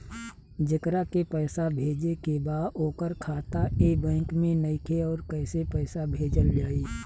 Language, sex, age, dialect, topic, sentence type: Bhojpuri, male, 36-40, Southern / Standard, banking, question